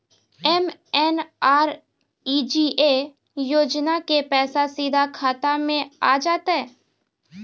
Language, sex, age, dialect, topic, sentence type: Maithili, female, 31-35, Angika, banking, question